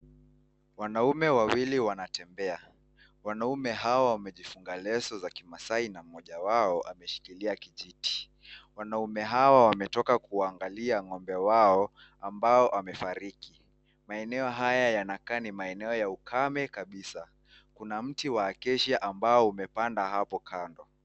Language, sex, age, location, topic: Swahili, male, 18-24, Nakuru, health